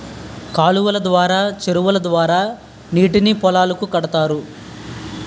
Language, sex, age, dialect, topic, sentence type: Telugu, male, 18-24, Utterandhra, agriculture, statement